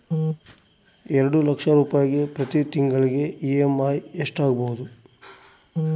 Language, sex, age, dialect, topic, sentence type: Kannada, male, 31-35, Central, banking, question